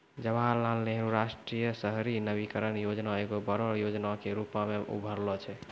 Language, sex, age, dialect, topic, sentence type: Maithili, male, 18-24, Angika, banking, statement